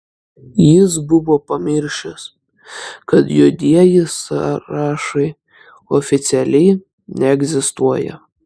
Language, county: Lithuanian, Klaipėda